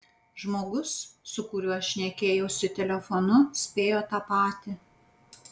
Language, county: Lithuanian, Panevėžys